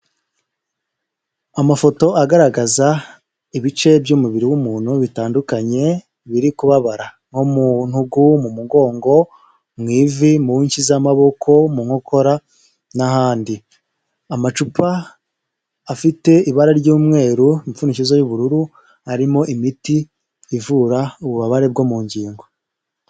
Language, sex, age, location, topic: Kinyarwanda, male, 25-35, Huye, health